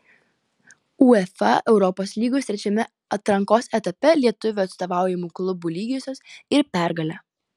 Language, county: Lithuanian, Klaipėda